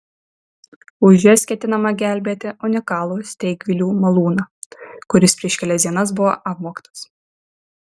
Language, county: Lithuanian, Vilnius